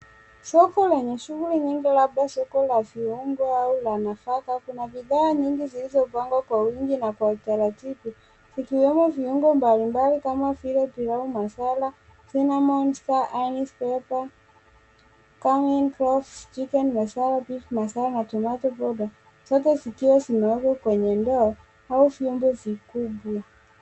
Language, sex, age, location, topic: Swahili, male, 18-24, Nairobi, finance